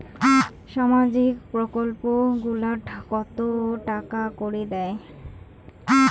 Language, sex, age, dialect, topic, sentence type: Bengali, female, 25-30, Rajbangshi, banking, question